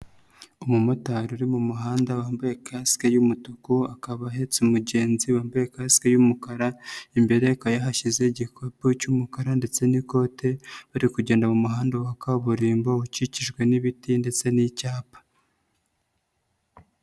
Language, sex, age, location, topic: Kinyarwanda, female, 25-35, Nyagatare, finance